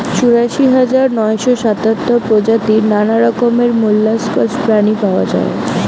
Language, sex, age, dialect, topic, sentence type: Bengali, female, 18-24, Western, agriculture, statement